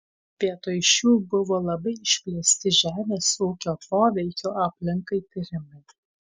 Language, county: Lithuanian, Tauragė